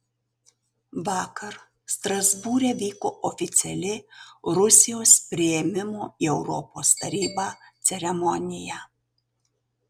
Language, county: Lithuanian, Utena